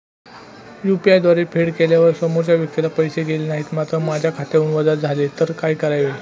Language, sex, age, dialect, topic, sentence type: Marathi, male, 18-24, Standard Marathi, banking, question